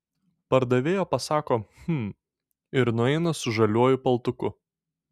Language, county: Lithuanian, Šiauliai